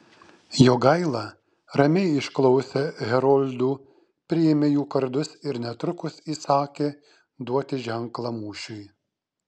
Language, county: Lithuanian, Šiauliai